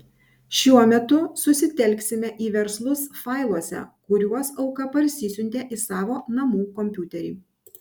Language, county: Lithuanian, Panevėžys